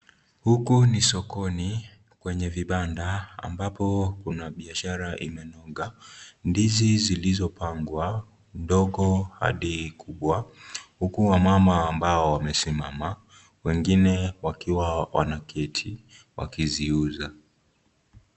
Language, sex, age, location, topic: Swahili, male, 25-35, Kisii, agriculture